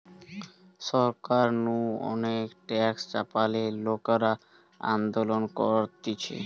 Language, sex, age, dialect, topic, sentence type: Bengali, male, 18-24, Western, banking, statement